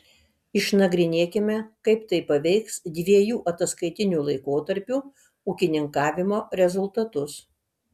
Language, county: Lithuanian, Kaunas